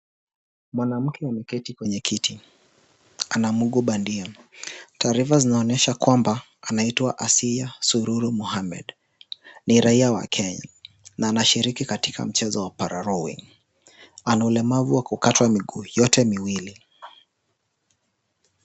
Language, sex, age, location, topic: Swahili, male, 18-24, Kisumu, education